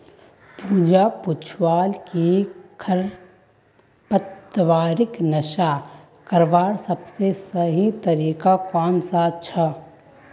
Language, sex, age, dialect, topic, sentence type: Magahi, female, 18-24, Northeastern/Surjapuri, agriculture, statement